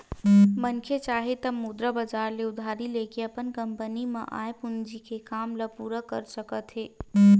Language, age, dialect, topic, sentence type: Chhattisgarhi, 18-24, Western/Budati/Khatahi, banking, statement